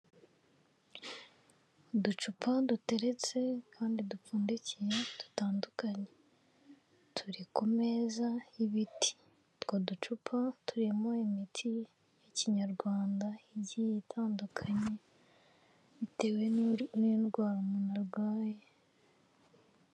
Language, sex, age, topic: Kinyarwanda, female, 25-35, health